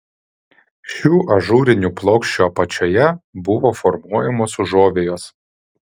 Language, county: Lithuanian, Vilnius